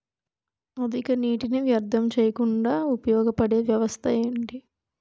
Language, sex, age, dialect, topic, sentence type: Telugu, female, 18-24, Utterandhra, agriculture, question